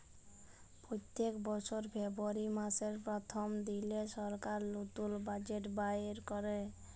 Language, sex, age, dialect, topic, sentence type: Bengali, male, 36-40, Jharkhandi, banking, statement